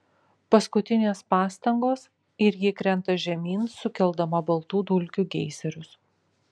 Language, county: Lithuanian, Kaunas